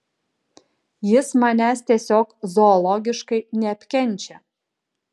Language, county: Lithuanian, Kaunas